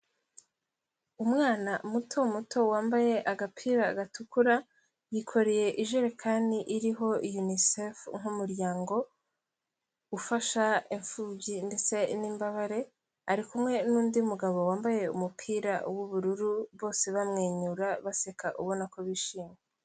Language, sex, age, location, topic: Kinyarwanda, female, 18-24, Kigali, health